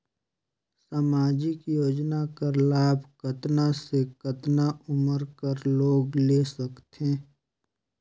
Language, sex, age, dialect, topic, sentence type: Chhattisgarhi, male, 25-30, Northern/Bhandar, banking, question